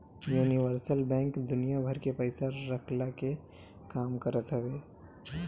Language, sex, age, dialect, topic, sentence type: Bhojpuri, male, 31-35, Northern, banking, statement